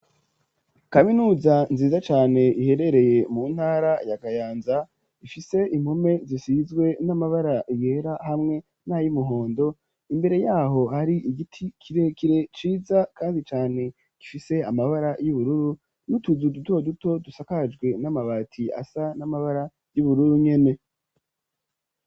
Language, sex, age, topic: Rundi, female, 18-24, education